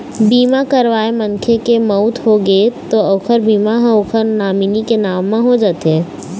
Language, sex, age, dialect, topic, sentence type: Chhattisgarhi, female, 18-24, Eastern, banking, statement